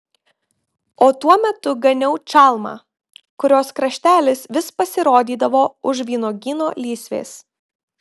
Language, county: Lithuanian, Marijampolė